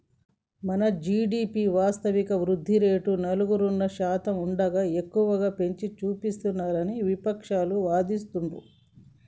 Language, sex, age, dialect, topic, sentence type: Telugu, female, 46-50, Telangana, banking, statement